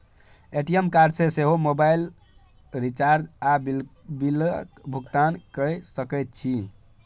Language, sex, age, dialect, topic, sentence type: Maithili, male, 18-24, Bajjika, banking, statement